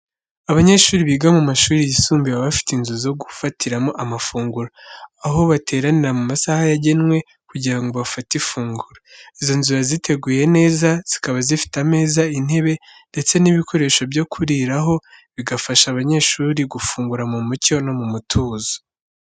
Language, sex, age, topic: Kinyarwanda, female, 36-49, education